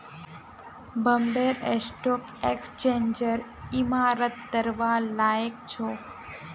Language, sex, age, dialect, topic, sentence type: Magahi, female, 18-24, Northeastern/Surjapuri, banking, statement